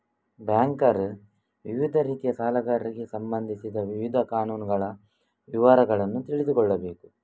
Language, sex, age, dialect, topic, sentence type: Kannada, male, 25-30, Coastal/Dakshin, banking, statement